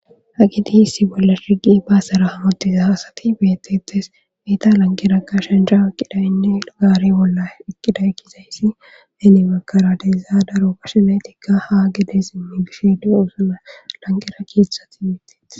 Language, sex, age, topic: Gamo, female, 25-35, government